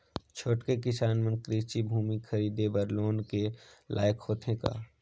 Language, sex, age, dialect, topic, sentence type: Chhattisgarhi, male, 18-24, Northern/Bhandar, agriculture, statement